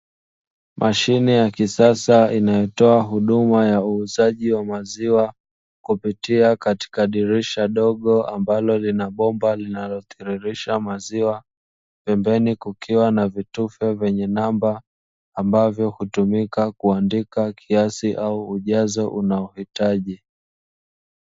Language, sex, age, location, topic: Swahili, male, 25-35, Dar es Salaam, finance